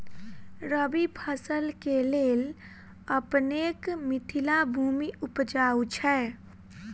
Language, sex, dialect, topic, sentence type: Maithili, female, Southern/Standard, agriculture, question